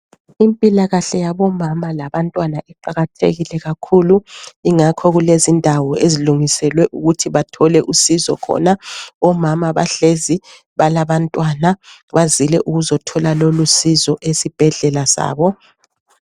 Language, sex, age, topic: North Ndebele, female, 50+, health